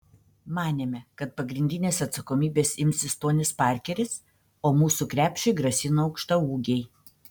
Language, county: Lithuanian, Panevėžys